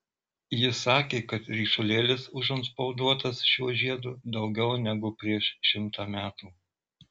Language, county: Lithuanian, Marijampolė